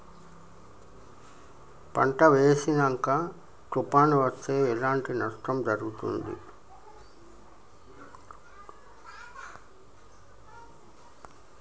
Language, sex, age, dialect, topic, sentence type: Telugu, male, 51-55, Telangana, agriculture, question